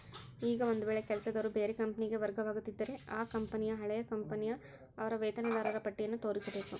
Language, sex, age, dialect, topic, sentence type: Kannada, female, 56-60, Central, banking, statement